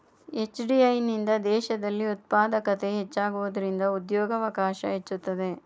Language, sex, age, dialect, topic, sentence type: Kannada, female, 31-35, Mysore Kannada, banking, statement